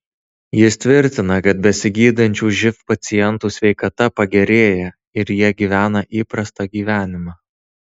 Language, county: Lithuanian, Tauragė